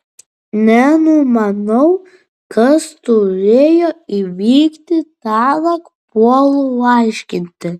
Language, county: Lithuanian, Vilnius